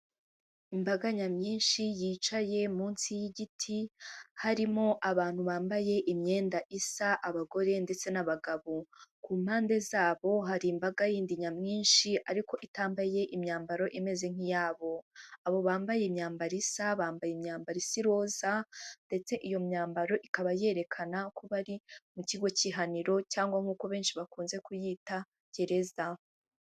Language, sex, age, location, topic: Kinyarwanda, female, 18-24, Huye, government